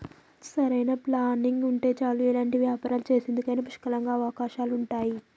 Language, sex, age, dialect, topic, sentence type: Telugu, female, 41-45, Telangana, banking, statement